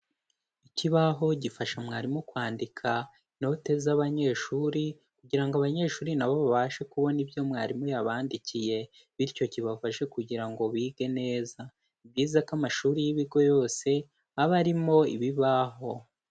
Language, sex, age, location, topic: Kinyarwanda, male, 18-24, Kigali, education